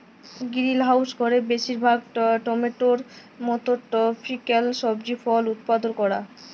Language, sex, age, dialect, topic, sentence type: Bengali, female, <18, Jharkhandi, agriculture, statement